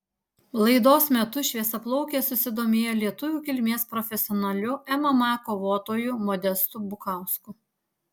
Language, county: Lithuanian, Alytus